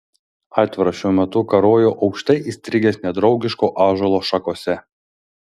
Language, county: Lithuanian, Šiauliai